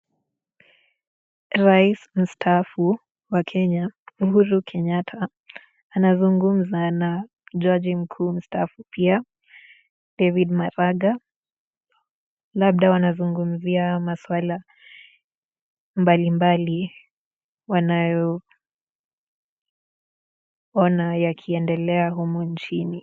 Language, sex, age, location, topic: Swahili, female, 18-24, Nakuru, government